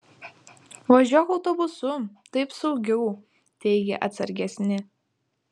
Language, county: Lithuanian, Vilnius